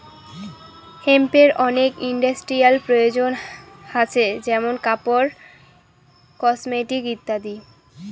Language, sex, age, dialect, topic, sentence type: Bengali, female, 18-24, Rajbangshi, agriculture, statement